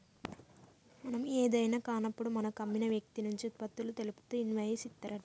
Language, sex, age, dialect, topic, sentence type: Telugu, female, 41-45, Telangana, banking, statement